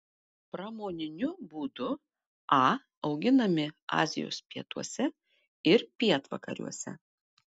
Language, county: Lithuanian, Marijampolė